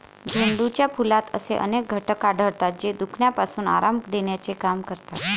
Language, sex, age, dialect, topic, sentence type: Marathi, female, 36-40, Varhadi, agriculture, statement